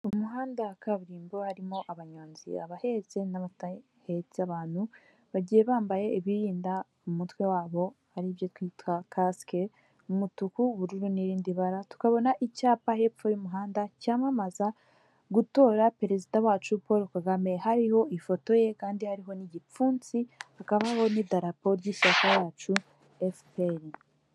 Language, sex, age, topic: Kinyarwanda, female, 18-24, government